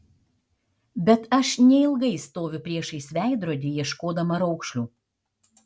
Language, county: Lithuanian, Šiauliai